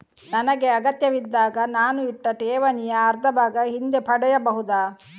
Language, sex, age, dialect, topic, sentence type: Kannada, female, 18-24, Coastal/Dakshin, banking, question